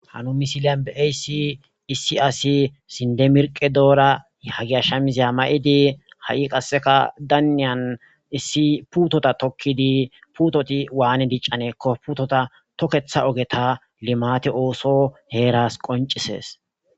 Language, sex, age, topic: Gamo, male, 25-35, agriculture